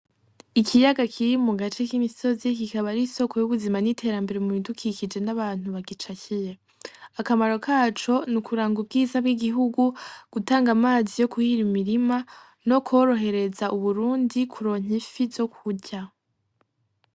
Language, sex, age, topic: Rundi, female, 18-24, agriculture